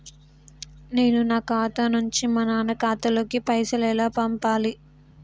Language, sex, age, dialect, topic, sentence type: Telugu, female, 18-24, Telangana, banking, question